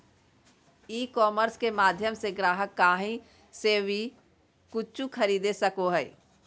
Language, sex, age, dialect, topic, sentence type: Magahi, female, 18-24, Southern, banking, statement